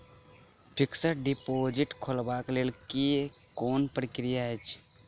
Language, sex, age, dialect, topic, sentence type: Maithili, male, 18-24, Southern/Standard, banking, question